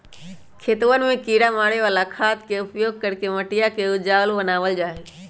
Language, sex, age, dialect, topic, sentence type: Magahi, male, 18-24, Western, agriculture, statement